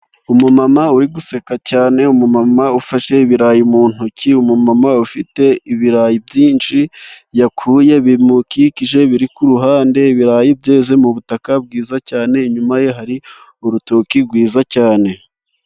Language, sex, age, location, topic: Kinyarwanda, male, 25-35, Musanze, agriculture